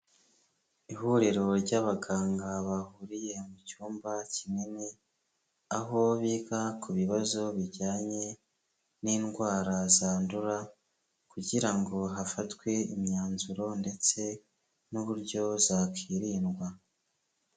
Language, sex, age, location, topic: Kinyarwanda, male, 25-35, Huye, health